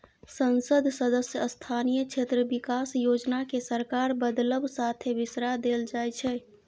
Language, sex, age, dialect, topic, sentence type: Maithili, female, 41-45, Bajjika, banking, statement